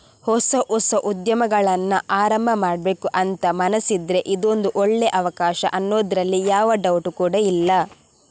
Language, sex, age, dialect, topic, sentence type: Kannada, female, 18-24, Coastal/Dakshin, banking, statement